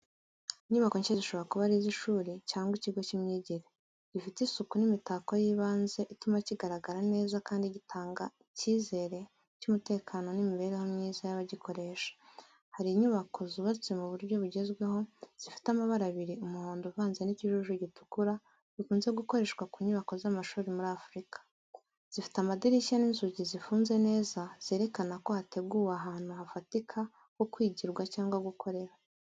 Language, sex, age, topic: Kinyarwanda, female, 18-24, education